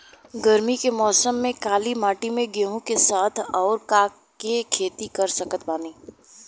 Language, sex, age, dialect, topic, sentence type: Bhojpuri, female, 18-24, Western, agriculture, question